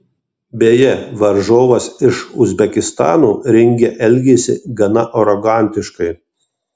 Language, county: Lithuanian, Marijampolė